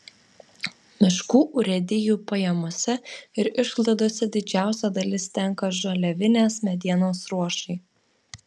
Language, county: Lithuanian, Vilnius